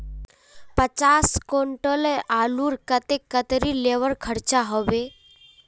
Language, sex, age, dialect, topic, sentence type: Magahi, female, 18-24, Northeastern/Surjapuri, agriculture, question